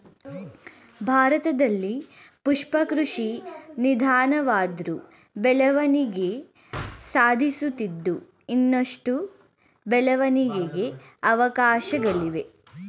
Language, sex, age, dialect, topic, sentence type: Kannada, female, 18-24, Mysore Kannada, agriculture, statement